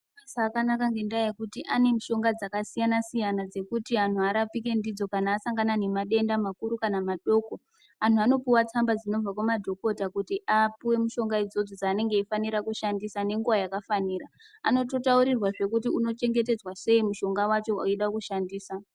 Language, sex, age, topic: Ndau, female, 18-24, health